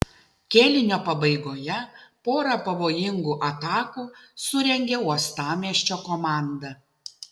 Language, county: Lithuanian, Utena